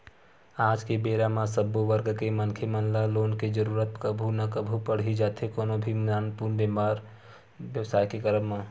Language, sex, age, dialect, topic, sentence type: Chhattisgarhi, male, 25-30, Western/Budati/Khatahi, banking, statement